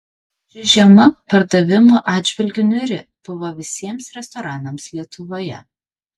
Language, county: Lithuanian, Kaunas